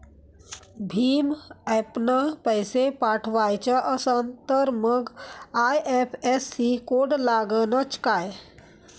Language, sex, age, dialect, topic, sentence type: Marathi, female, 41-45, Varhadi, banking, question